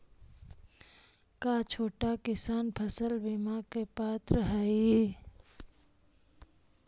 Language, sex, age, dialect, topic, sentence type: Magahi, female, 18-24, Central/Standard, agriculture, question